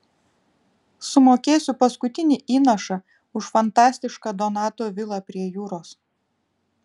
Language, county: Lithuanian, Vilnius